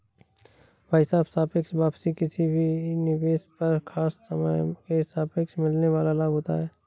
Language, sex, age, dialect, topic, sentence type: Hindi, male, 18-24, Awadhi Bundeli, banking, statement